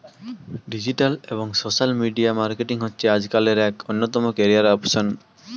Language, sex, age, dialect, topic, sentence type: Bengali, male, 18-24, Standard Colloquial, banking, statement